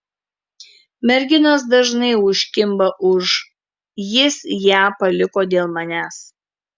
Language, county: Lithuanian, Kaunas